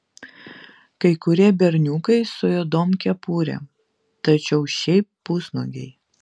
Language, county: Lithuanian, Vilnius